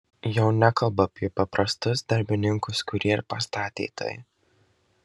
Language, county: Lithuanian, Marijampolė